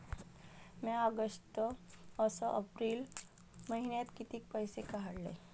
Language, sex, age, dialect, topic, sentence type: Marathi, female, 31-35, Varhadi, banking, question